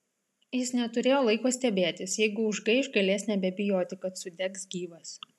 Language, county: Lithuanian, Vilnius